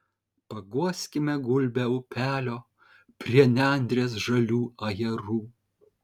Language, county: Lithuanian, Kaunas